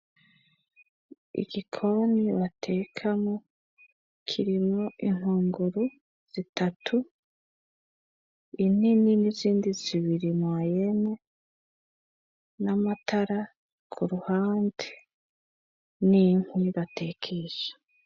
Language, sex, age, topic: Rundi, female, 25-35, education